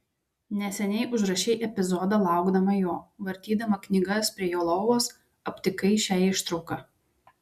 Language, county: Lithuanian, Vilnius